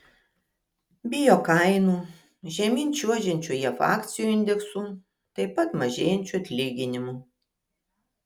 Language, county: Lithuanian, Kaunas